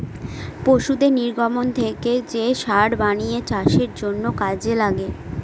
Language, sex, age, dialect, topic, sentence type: Bengali, female, 18-24, Northern/Varendri, agriculture, statement